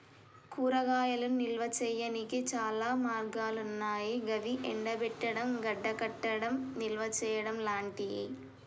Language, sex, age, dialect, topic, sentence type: Telugu, female, 18-24, Telangana, agriculture, statement